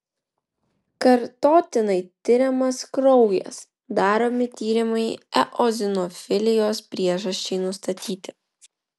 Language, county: Lithuanian, Vilnius